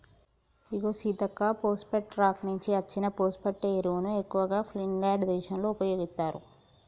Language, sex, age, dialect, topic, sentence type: Telugu, male, 46-50, Telangana, agriculture, statement